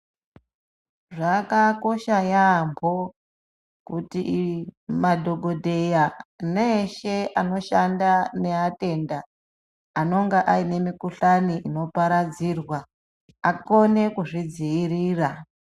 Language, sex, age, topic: Ndau, male, 25-35, health